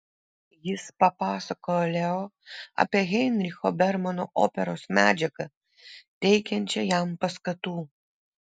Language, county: Lithuanian, Vilnius